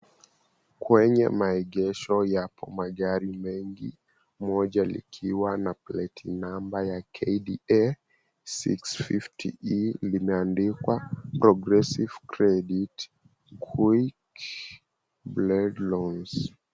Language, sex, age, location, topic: Swahili, female, 25-35, Mombasa, finance